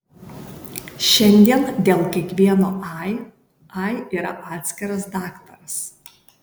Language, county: Lithuanian, Kaunas